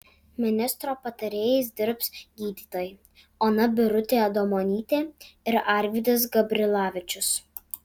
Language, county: Lithuanian, Alytus